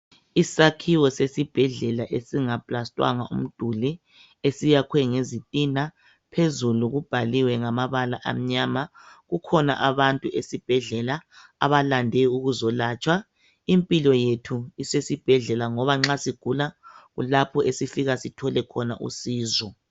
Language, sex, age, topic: North Ndebele, male, 25-35, health